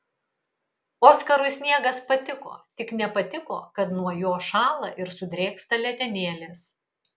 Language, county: Lithuanian, Kaunas